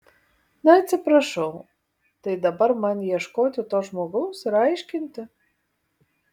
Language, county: Lithuanian, Vilnius